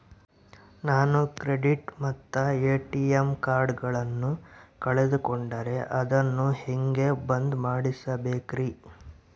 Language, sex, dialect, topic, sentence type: Kannada, male, Central, banking, question